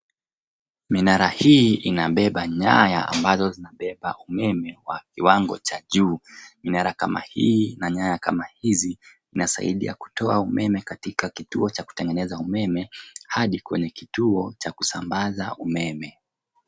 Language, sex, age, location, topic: Swahili, male, 25-35, Nairobi, government